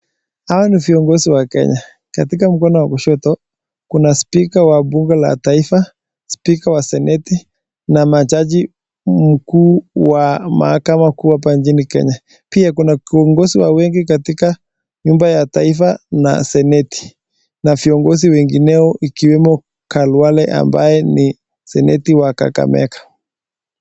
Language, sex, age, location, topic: Swahili, male, 18-24, Nakuru, government